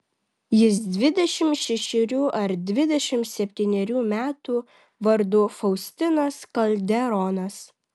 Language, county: Lithuanian, Vilnius